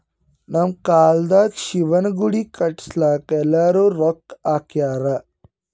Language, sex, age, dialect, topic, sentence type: Kannada, female, 25-30, Northeastern, banking, statement